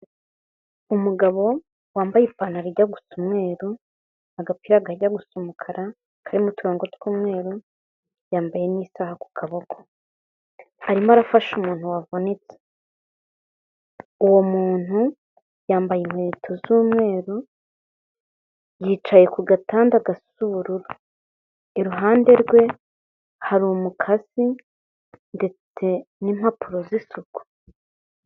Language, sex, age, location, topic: Kinyarwanda, female, 18-24, Kigali, health